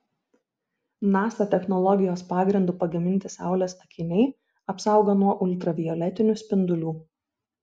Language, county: Lithuanian, Šiauliai